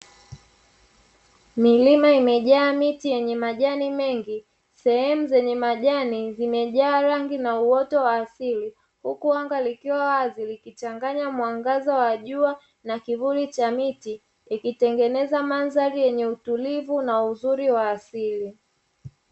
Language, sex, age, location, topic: Swahili, female, 25-35, Dar es Salaam, agriculture